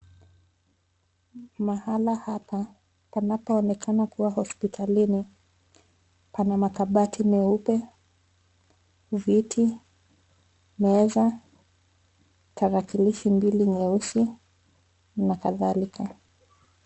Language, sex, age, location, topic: Swahili, female, 25-35, Nairobi, health